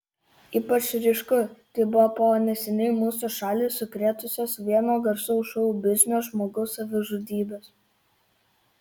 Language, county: Lithuanian, Kaunas